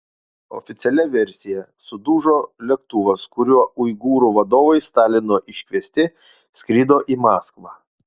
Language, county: Lithuanian, Utena